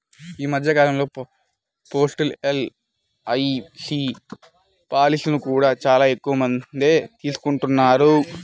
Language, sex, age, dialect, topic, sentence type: Telugu, male, 18-24, Central/Coastal, banking, statement